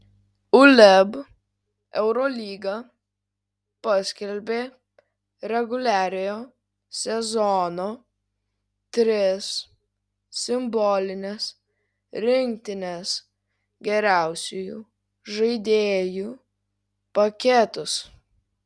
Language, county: Lithuanian, Kaunas